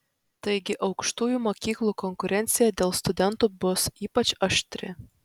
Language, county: Lithuanian, Vilnius